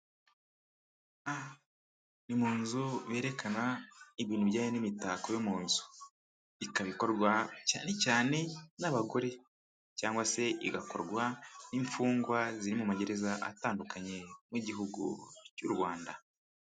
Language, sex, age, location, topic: Kinyarwanda, male, 25-35, Kigali, finance